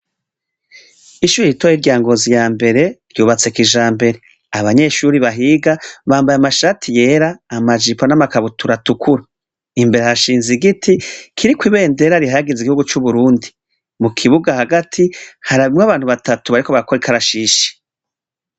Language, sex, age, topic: Rundi, female, 25-35, education